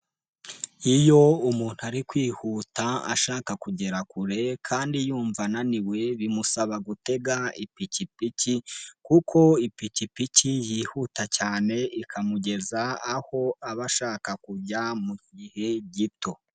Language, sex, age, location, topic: Kinyarwanda, male, 18-24, Nyagatare, government